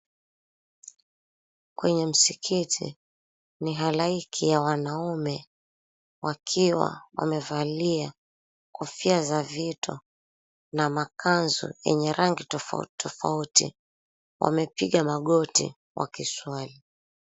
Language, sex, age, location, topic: Swahili, female, 25-35, Mombasa, government